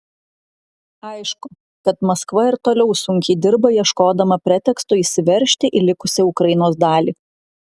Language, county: Lithuanian, Klaipėda